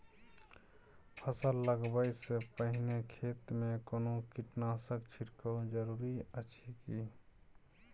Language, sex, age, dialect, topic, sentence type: Maithili, male, 18-24, Bajjika, agriculture, question